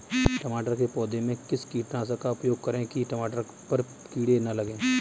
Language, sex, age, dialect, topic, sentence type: Hindi, male, 25-30, Kanauji Braj Bhasha, agriculture, question